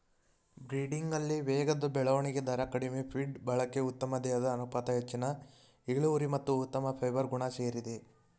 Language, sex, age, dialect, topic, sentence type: Kannada, male, 41-45, Mysore Kannada, agriculture, statement